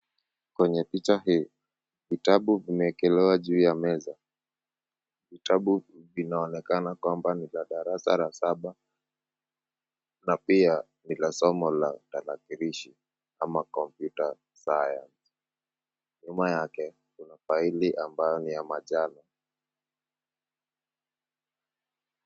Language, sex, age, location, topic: Swahili, male, 25-35, Nakuru, education